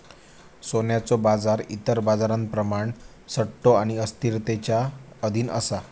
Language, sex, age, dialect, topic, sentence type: Marathi, male, 18-24, Southern Konkan, banking, statement